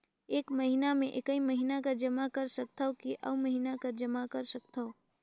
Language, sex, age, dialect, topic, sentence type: Chhattisgarhi, female, 18-24, Northern/Bhandar, banking, question